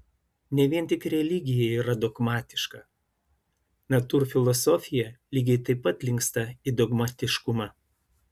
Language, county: Lithuanian, Klaipėda